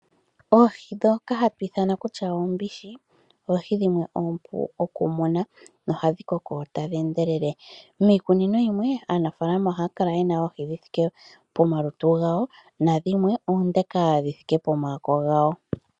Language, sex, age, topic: Oshiwambo, female, 25-35, agriculture